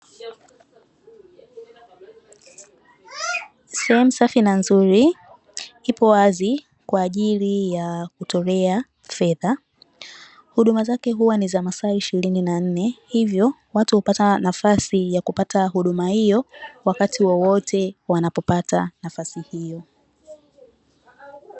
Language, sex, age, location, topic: Swahili, female, 18-24, Dar es Salaam, finance